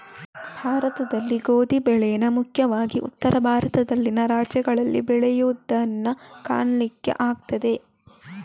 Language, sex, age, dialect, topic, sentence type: Kannada, female, 18-24, Coastal/Dakshin, agriculture, statement